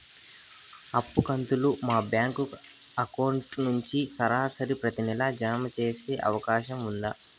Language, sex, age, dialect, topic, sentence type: Telugu, male, 18-24, Southern, banking, question